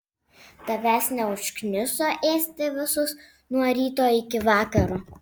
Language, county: Lithuanian, Vilnius